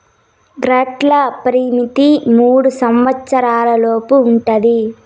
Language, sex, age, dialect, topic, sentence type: Telugu, female, 18-24, Southern, banking, statement